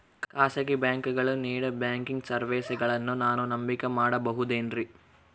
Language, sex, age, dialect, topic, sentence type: Kannada, male, 25-30, Central, banking, question